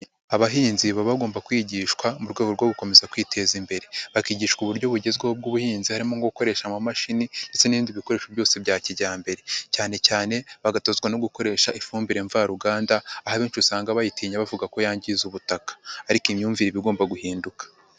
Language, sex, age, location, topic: Kinyarwanda, female, 50+, Nyagatare, agriculture